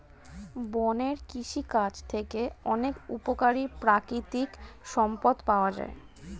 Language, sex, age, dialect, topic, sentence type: Bengali, female, 36-40, Standard Colloquial, agriculture, statement